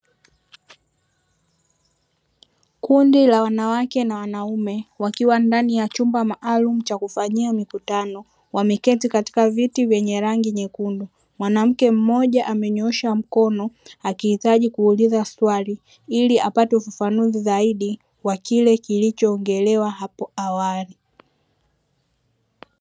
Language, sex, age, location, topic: Swahili, female, 25-35, Dar es Salaam, education